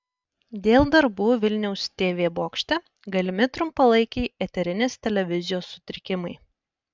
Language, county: Lithuanian, Panevėžys